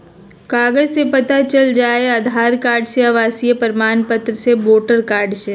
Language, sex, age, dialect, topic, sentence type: Magahi, female, 31-35, Western, banking, question